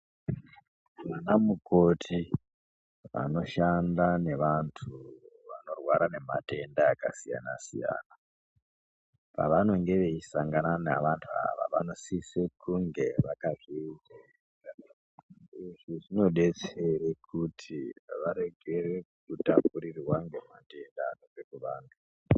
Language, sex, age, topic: Ndau, female, 36-49, health